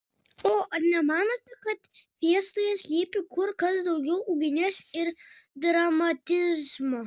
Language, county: Lithuanian, Kaunas